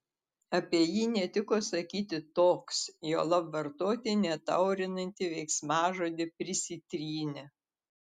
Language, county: Lithuanian, Telšiai